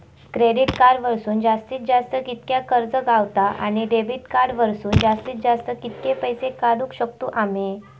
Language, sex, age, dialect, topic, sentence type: Marathi, female, 18-24, Southern Konkan, banking, question